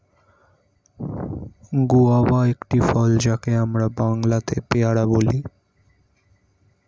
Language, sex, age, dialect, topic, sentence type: Bengali, male, 18-24, Standard Colloquial, agriculture, statement